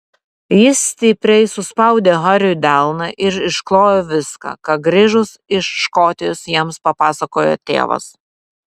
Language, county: Lithuanian, Vilnius